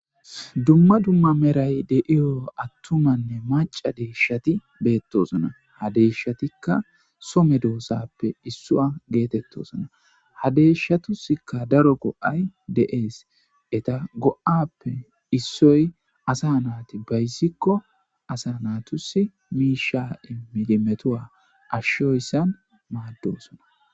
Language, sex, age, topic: Gamo, male, 25-35, agriculture